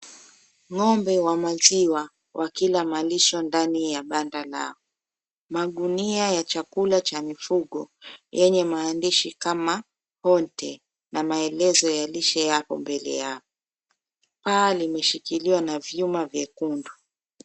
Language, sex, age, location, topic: Swahili, female, 25-35, Mombasa, agriculture